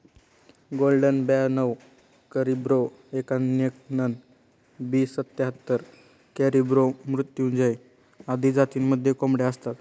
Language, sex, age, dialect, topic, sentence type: Marathi, male, 36-40, Standard Marathi, agriculture, statement